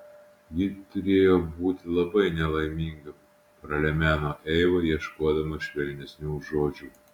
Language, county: Lithuanian, Utena